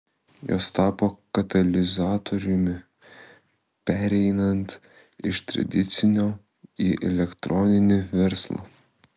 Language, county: Lithuanian, Kaunas